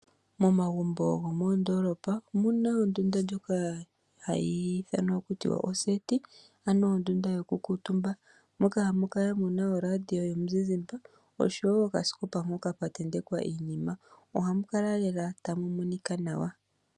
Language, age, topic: Oshiwambo, 25-35, finance